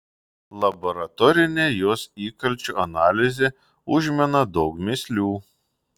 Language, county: Lithuanian, Šiauliai